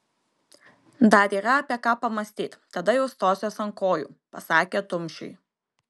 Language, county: Lithuanian, Kaunas